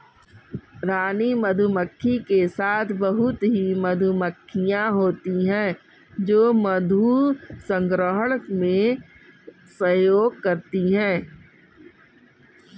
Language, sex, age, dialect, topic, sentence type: Hindi, female, 36-40, Kanauji Braj Bhasha, agriculture, statement